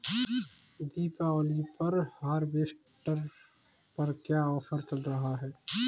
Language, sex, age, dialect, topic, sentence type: Hindi, male, 25-30, Kanauji Braj Bhasha, agriculture, question